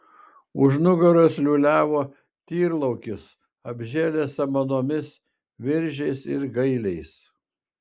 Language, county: Lithuanian, Šiauliai